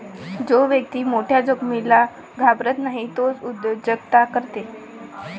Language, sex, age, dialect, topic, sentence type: Marathi, female, 18-24, Varhadi, banking, statement